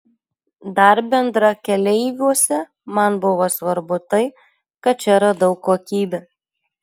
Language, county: Lithuanian, Alytus